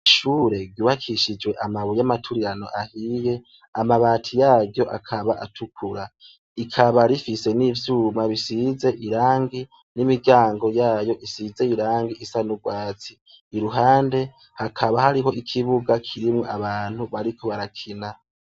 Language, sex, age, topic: Rundi, male, 18-24, education